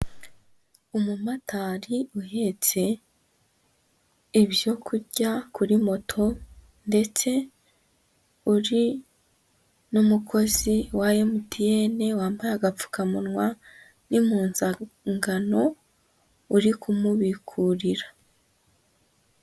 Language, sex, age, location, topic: Kinyarwanda, female, 18-24, Huye, finance